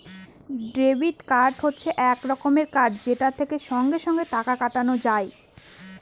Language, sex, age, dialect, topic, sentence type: Bengali, female, 18-24, Northern/Varendri, banking, statement